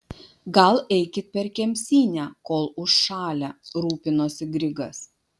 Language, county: Lithuanian, Vilnius